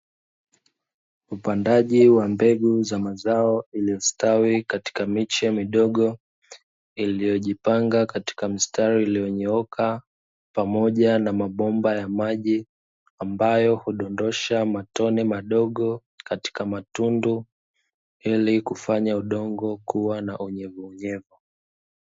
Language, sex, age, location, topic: Swahili, male, 25-35, Dar es Salaam, agriculture